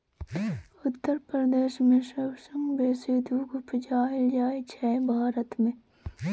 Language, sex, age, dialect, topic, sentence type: Maithili, female, 25-30, Bajjika, agriculture, statement